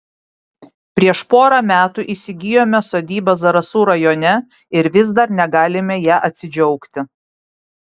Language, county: Lithuanian, Vilnius